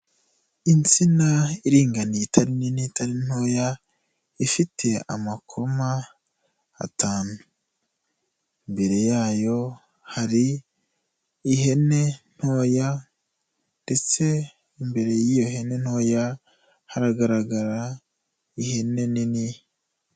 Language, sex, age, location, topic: Kinyarwanda, female, 25-35, Nyagatare, education